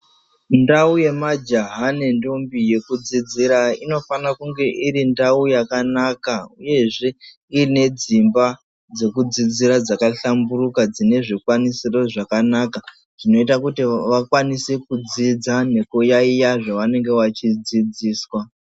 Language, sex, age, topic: Ndau, male, 18-24, education